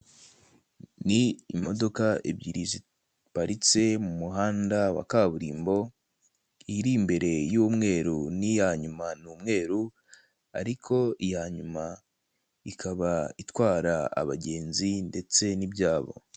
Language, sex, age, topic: Kinyarwanda, male, 18-24, government